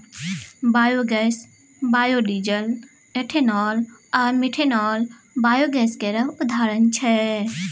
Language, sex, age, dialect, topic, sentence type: Maithili, female, 25-30, Bajjika, agriculture, statement